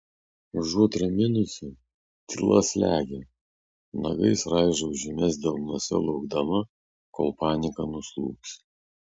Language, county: Lithuanian, Vilnius